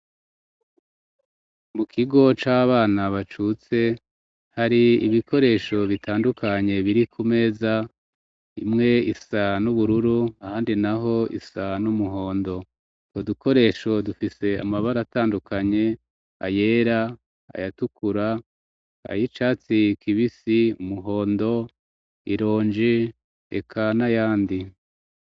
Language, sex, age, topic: Rundi, male, 36-49, education